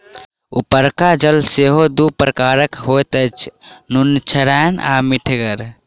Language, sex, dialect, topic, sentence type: Maithili, male, Southern/Standard, agriculture, statement